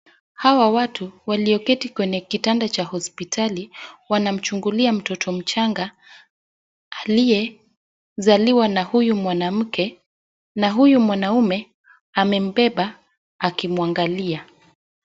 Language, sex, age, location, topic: Swahili, female, 25-35, Wajir, health